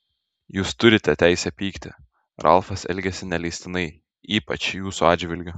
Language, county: Lithuanian, Šiauliai